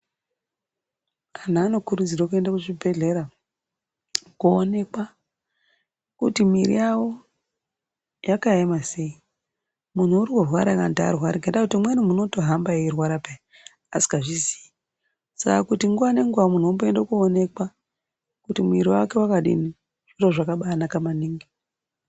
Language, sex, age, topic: Ndau, female, 36-49, health